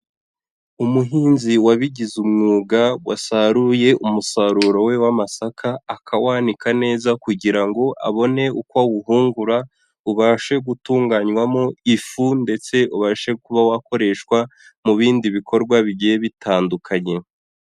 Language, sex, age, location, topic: Kinyarwanda, male, 18-24, Huye, agriculture